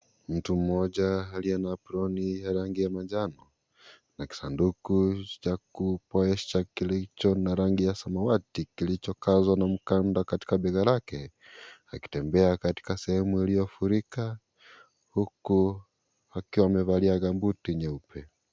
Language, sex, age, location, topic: Swahili, male, 18-24, Kisii, health